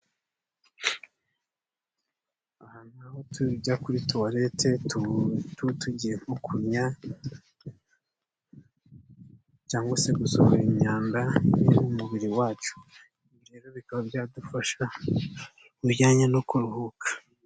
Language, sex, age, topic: Kinyarwanda, male, 25-35, finance